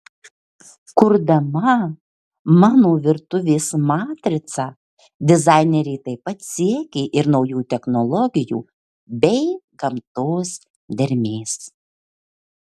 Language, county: Lithuanian, Marijampolė